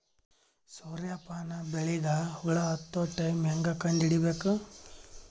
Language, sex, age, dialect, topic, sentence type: Kannada, male, 18-24, Northeastern, agriculture, question